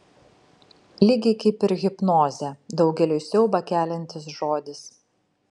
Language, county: Lithuanian, Šiauliai